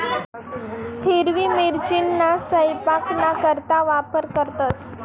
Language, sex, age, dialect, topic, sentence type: Marathi, female, 18-24, Northern Konkan, agriculture, statement